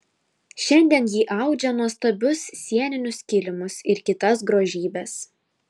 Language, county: Lithuanian, Vilnius